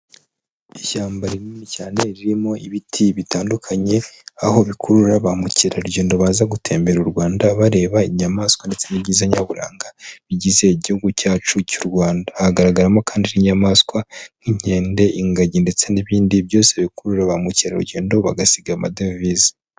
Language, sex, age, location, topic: Kinyarwanda, male, 18-24, Kigali, agriculture